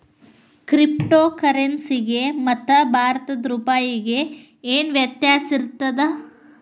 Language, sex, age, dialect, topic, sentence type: Kannada, female, 25-30, Dharwad Kannada, banking, statement